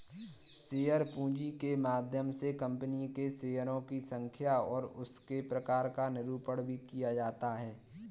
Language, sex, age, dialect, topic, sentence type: Hindi, female, 18-24, Kanauji Braj Bhasha, banking, statement